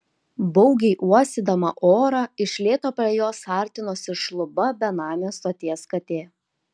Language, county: Lithuanian, Kaunas